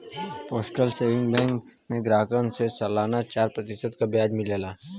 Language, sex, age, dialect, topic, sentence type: Bhojpuri, male, 18-24, Western, banking, statement